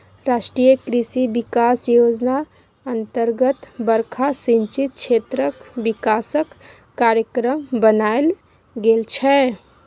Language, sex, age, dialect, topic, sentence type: Maithili, female, 60-100, Bajjika, agriculture, statement